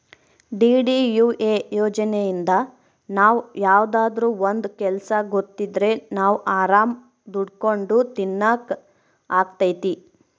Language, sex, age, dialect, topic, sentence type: Kannada, female, 25-30, Central, banking, statement